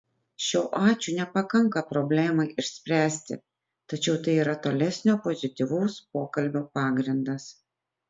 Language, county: Lithuanian, Utena